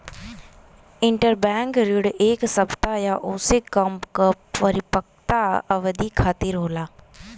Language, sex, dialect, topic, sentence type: Bhojpuri, female, Western, banking, statement